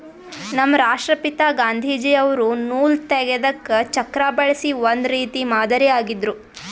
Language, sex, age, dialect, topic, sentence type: Kannada, female, 18-24, Northeastern, agriculture, statement